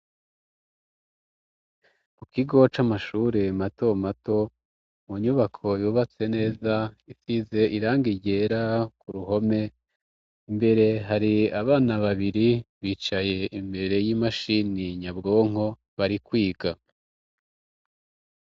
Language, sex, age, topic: Rundi, male, 36-49, education